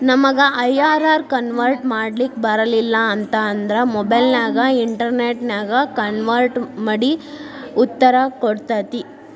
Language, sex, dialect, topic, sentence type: Kannada, female, Dharwad Kannada, banking, statement